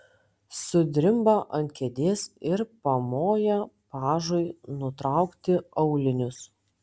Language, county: Lithuanian, Telšiai